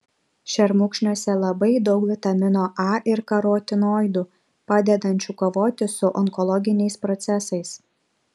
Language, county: Lithuanian, Šiauliai